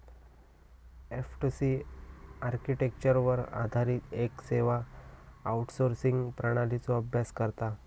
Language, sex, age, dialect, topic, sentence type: Marathi, male, 18-24, Southern Konkan, agriculture, statement